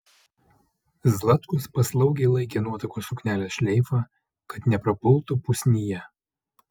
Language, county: Lithuanian, Vilnius